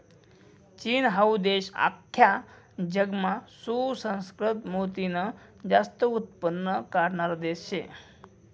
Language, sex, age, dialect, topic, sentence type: Marathi, male, 56-60, Northern Konkan, agriculture, statement